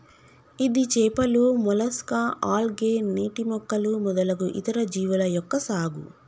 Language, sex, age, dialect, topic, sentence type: Telugu, female, 25-30, Telangana, agriculture, statement